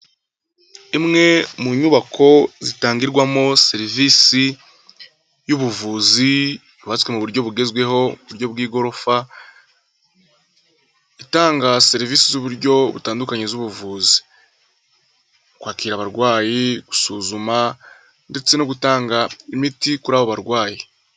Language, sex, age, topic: Kinyarwanda, male, 25-35, health